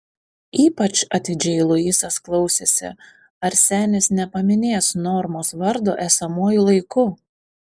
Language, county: Lithuanian, Panevėžys